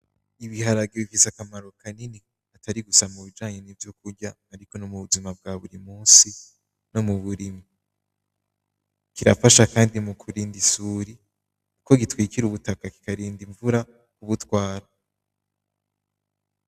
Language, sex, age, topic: Rundi, male, 18-24, agriculture